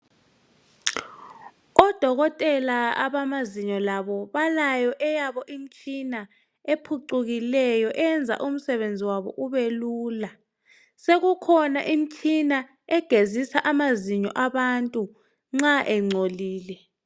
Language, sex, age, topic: North Ndebele, male, 36-49, health